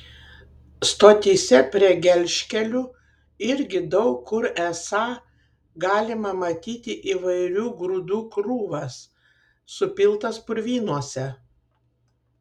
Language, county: Lithuanian, Kaunas